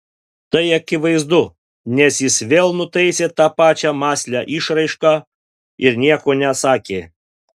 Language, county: Lithuanian, Panevėžys